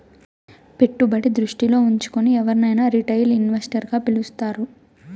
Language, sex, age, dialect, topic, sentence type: Telugu, female, 18-24, Southern, banking, statement